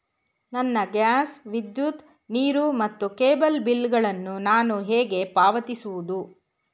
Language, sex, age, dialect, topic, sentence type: Kannada, female, 51-55, Mysore Kannada, banking, question